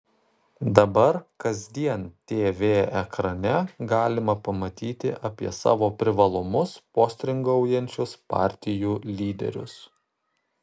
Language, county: Lithuanian, Kaunas